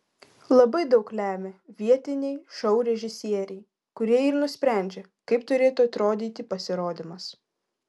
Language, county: Lithuanian, Vilnius